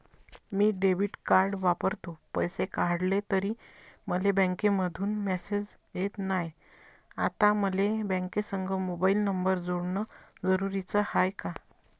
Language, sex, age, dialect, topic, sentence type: Marathi, female, 41-45, Varhadi, banking, question